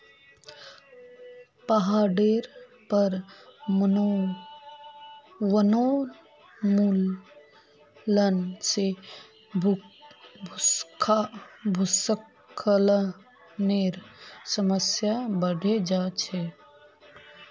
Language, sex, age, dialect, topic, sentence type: Magahi, female, 25-30, Northeastern/Surjapuri, agriculture, statement